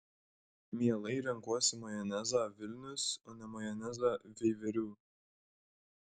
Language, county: Lithuanian, Šiauliai